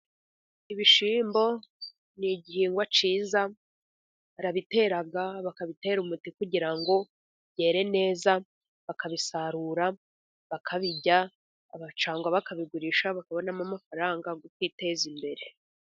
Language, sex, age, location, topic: Kinyarwanda, female, 50+, Musanze, agriculture